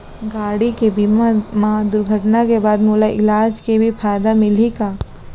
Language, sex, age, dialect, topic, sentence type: Chhattisgarhi, female, 25-30, Central, banking, question